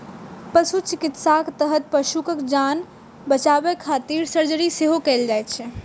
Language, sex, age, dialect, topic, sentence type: Maithili, female, 18-24, Eastern / Thethi, agriculture, statement